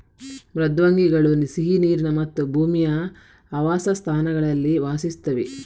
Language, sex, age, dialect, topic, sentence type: Kannada, female, 18-24, Coastal/Dakshin, agriculture, statement